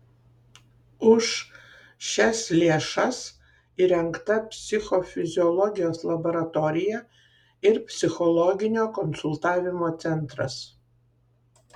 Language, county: Lithuanian, Kaunas